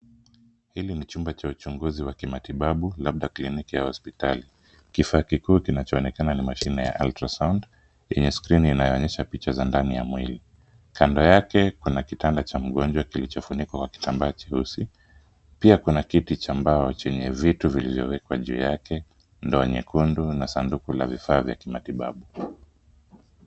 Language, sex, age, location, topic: Swahili, male, 25-35, Nairobi, health